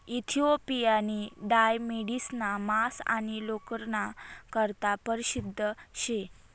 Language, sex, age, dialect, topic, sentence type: Marathi, female, 25-30, Northern Konkan, agriculture, statement